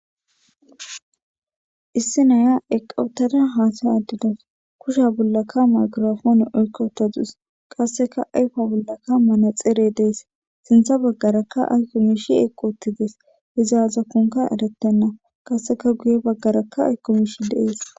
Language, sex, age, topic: Gamo, female, 18-24, government